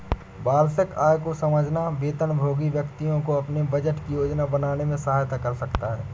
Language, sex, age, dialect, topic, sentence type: Hindi, male, 56-60, Awadhi Bundeli, banking, statement